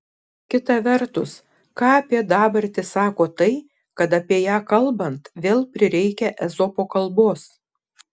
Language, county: Lithuanian, Šiauliai